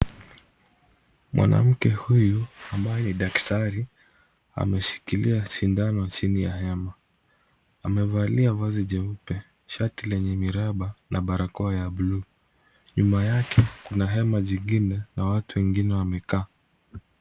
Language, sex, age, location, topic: Swahili, male, 25-35, Kisumu, health